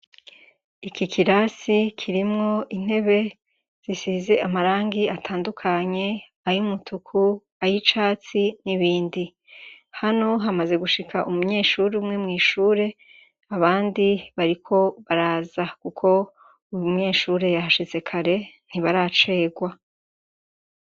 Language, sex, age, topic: Rundi, female, 36-49, education